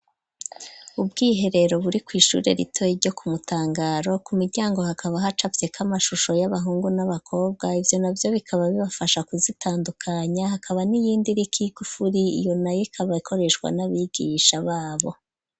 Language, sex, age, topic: Rundi, female, 36-49, education